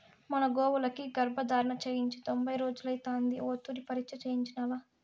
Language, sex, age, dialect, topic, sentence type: Telugu, female, 56-60, Southern, agriculture, statement